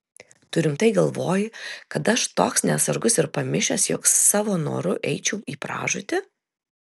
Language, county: Lithuanian, Telšiai